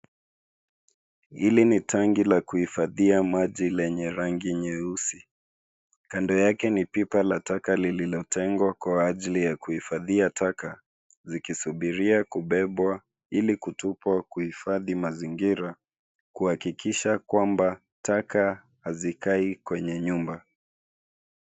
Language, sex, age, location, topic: Swahili, male, 25-35, Nairobi, government